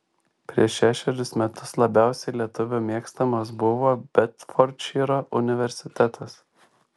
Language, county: Lithuanian, Šiauliai